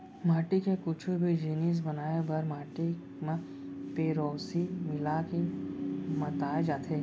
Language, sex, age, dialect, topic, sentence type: Chhattisgarhi, male, 18-24, Central, agriculture, statement